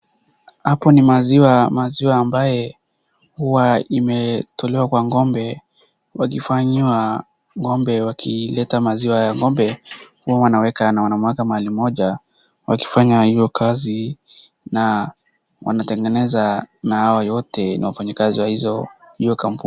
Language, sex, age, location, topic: Swahili, male, 18-24, Wajir, agriculture